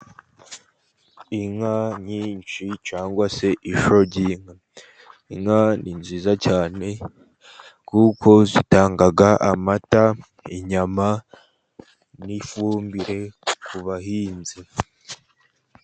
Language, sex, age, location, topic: Kinyarwanda, male, 50+, Musanze, agriculture